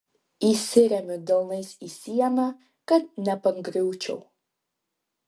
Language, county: Lithuanian, Klaipėda